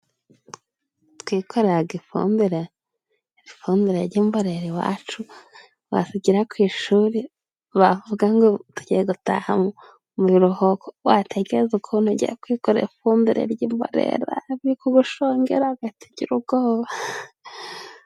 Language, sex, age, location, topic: Kinyarwanda, female, 25-35, Musanze, agriculture